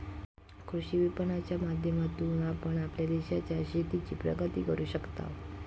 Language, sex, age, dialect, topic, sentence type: Marathi, female, 18-24, Southern Konkan, agriculture, statement